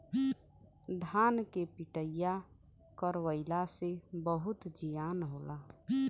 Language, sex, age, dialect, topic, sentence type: Bhojpuri, female, <18, Western, agriculture, statement